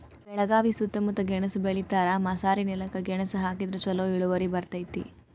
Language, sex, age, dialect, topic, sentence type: Kannada, female, 18-24, Dharwad Kannada, agriculture, statement